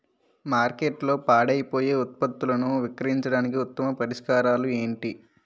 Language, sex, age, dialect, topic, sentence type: Telugu, male, 18-24, Utterandhra, agriculture, statement